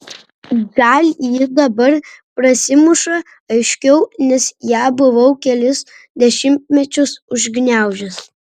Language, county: Lithuanian, Vilnius